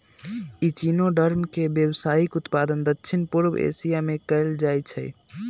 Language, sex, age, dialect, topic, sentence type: Magahi, male, 18-24, Western, agriculture, statement